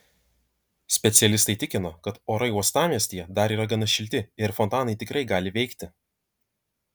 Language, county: Lithuanian, Vilnius